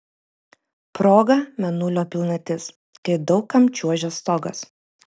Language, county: Lithuanian, Vilnius